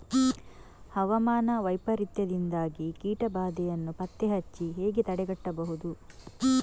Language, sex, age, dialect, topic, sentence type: Kannada, female, 46-50, Coastal/Dakshin, agriculture, question